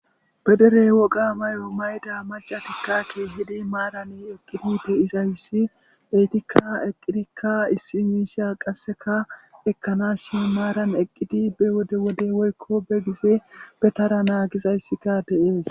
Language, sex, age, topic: Gamo, male, 18-24, government